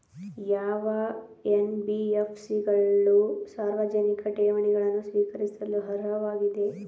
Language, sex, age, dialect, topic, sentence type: Kannada, male, 36-40, Mysore Kannada, banking, question